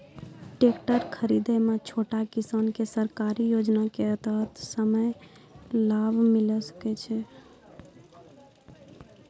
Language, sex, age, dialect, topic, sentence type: Maithili, female, 18-24, Angika, agriculture, question